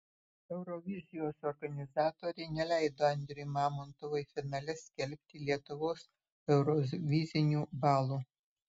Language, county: Lithuanian, Utena